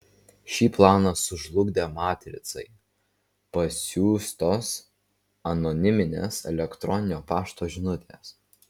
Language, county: Lithuanian, Vilnius